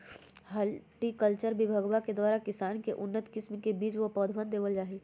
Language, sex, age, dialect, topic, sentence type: Magahi, female, 31-35, Western, agriculture, statement